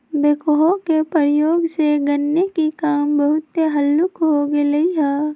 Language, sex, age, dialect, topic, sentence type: Magahi, female, 18-24, Western, agriculture, statement